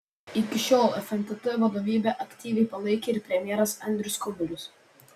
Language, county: Lithuanian, Vilnius